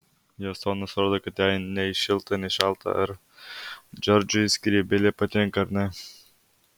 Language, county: Lithuanian, Alytus